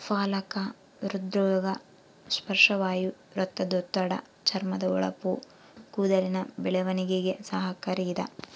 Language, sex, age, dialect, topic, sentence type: Kannada, female, 18-24, Central, agriculture, statement